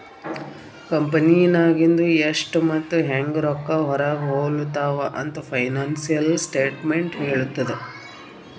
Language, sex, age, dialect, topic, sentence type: Kannada, female, 41-45, Northeastern, banking, statement